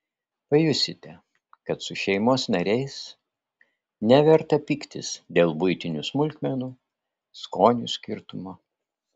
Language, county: Lithuanian, Vilnius